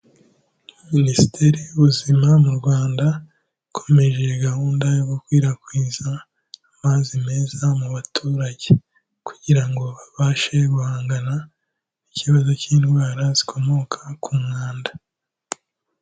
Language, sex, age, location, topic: Kinyarwanda, male, 18-24, Kigali, health